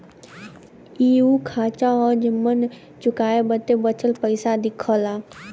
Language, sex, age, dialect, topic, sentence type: Bhojpuri, female, 18-24, Western, banking, statement